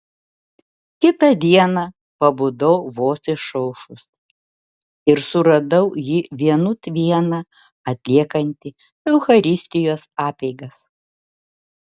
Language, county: Lithuanian, Vilnius